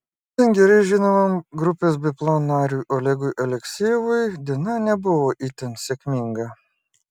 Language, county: Lithuanian, Klaipėda